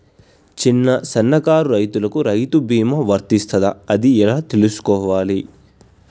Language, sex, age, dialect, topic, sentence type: Telugu, male, 18-24, Telangana, agriculture, question